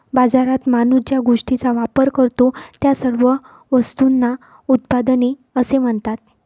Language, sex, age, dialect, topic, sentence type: Marathi, female, 25-30, Varhadi, agriculture, statement